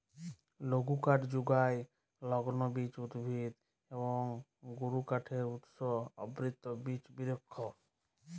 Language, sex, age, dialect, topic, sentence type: Bengali, male, 31-35, Jharkhandi, agriculture, statement